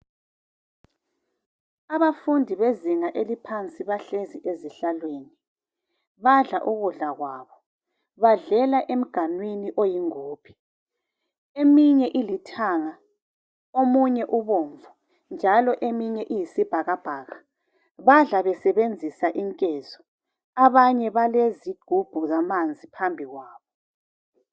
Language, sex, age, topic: North Ndebele, female, 36-49, health